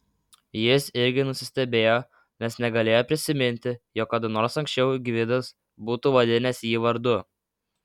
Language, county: Lithuanian, Vilnius